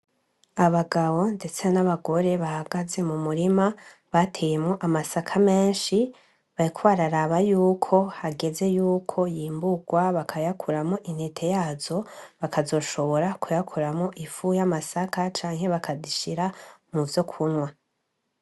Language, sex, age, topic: Rundi, male, 18-24, agriculture